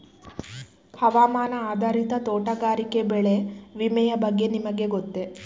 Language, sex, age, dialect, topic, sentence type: Kannada, female, 25-30, Mysore Kannada, agriculture, question